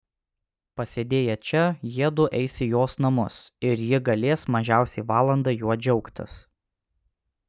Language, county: Lithuanian, Alytus